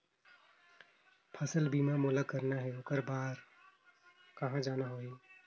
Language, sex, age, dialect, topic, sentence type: Chhattisgarhi, male, 18-24, Northern/Bhandar, agriculture, question